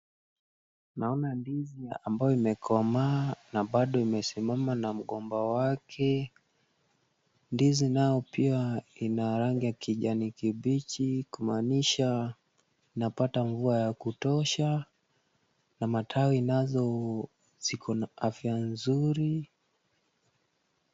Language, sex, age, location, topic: Swahili, male, 25-35, Kisumu, agriculture